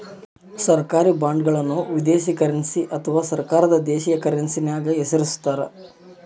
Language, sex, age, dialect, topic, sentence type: Kannada, male, 18-24, Central, banking, statement